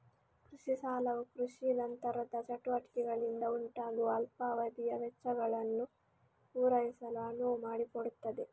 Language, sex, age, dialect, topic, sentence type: Kannada, female, 36-40, Coastal/Dakshin, agriculture, statement